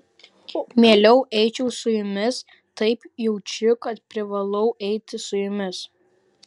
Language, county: Lithuanian, Vilnius